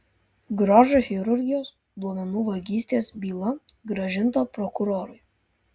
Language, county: Lithuanian, Vilnius